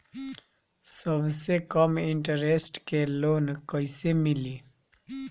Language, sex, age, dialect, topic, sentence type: Bhojpuri, male, 25-30, Northern, banking, question